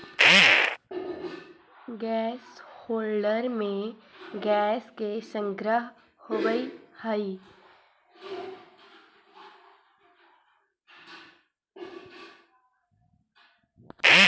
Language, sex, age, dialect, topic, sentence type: Magahi, female, 25-30, Central/Standard, banking, statement